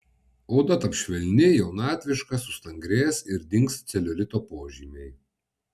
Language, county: Lithuanian, Vilnius